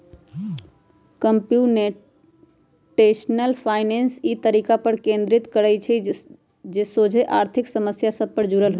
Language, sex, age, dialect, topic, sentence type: Magahi, female, 18-24, Western, banking, statement